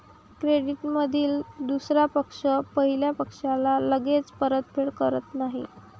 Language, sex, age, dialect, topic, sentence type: Marathi, female, 18-24, Varhadi, banking, statement